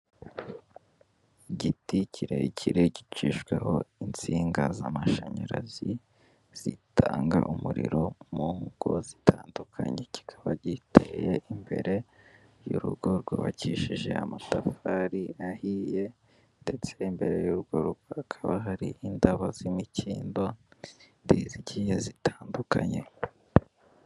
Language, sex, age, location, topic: Kinyarwanda, male, 18-24, Kigali, government